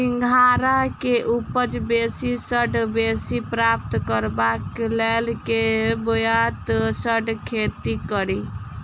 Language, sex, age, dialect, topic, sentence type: Maithili, female, 18-24, Southern/Standard, agriculture, question